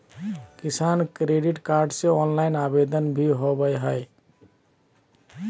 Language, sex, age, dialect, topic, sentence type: Magahi, male, 31-35, Southern, agriculture, statement